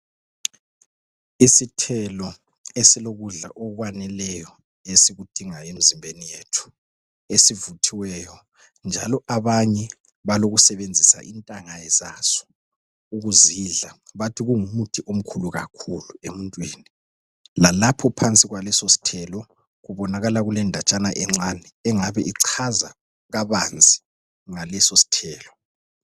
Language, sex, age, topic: North Ndebele, male, 36-49, health